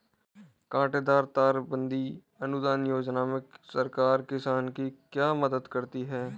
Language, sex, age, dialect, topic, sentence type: Hindi, male, 18-24, Marwari Dhudhari, agriculture, question